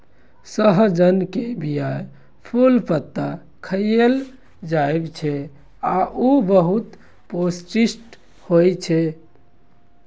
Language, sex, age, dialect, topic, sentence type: Maithili, male, 56-60, Eastern / Thethi, agriculture, statement